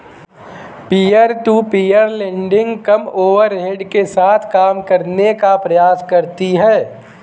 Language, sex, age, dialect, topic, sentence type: Hindi, male, 18-24, Marwari Dhudhari, banking, statement